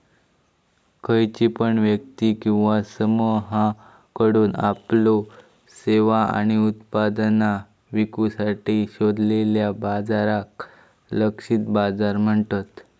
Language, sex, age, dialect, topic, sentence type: Marathi, male, 18-24, Southern Konkan, banking, statement